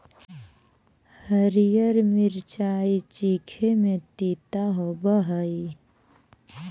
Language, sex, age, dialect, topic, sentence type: Magahi, male, 18-24, Central/Standard, agriculture, statement